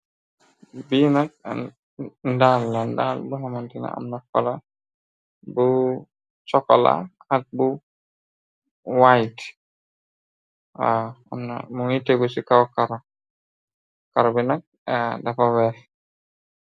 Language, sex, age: Wolof, male, 25-35